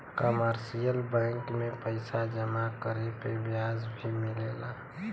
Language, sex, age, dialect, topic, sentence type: Bhojpuri, female, 31-35, Western, banking, statement